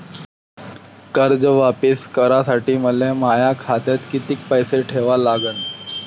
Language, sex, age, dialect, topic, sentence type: Marathi, male, 18-24, Varhadi, banking, question